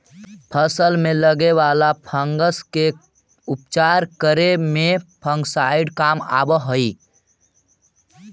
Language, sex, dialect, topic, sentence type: Magahi, male, Central/Standard, banking, statement